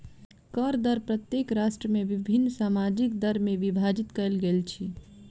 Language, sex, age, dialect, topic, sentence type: Maithili, female, 25-30, Southern/Standard, banking, statement